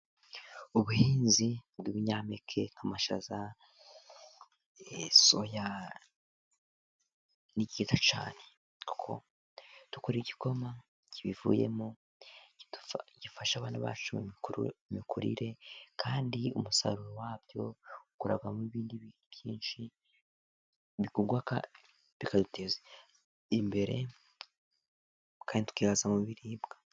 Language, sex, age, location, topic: Kinyarwanda, male, 18-24, Musanze, agriculture